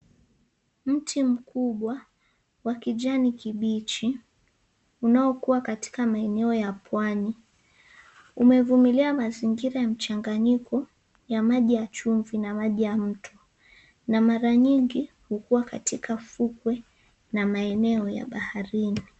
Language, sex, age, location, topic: Swahili, female, 18-24, Mombasa, agriculture